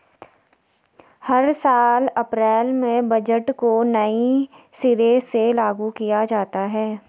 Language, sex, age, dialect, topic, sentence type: Hindi, female, 60-100, Garhwali, banking, statement